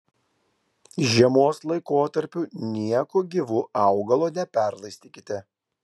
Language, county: Lithuanian, Klaipėda